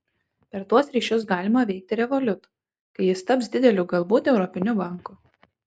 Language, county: Lithuanian, Tauragė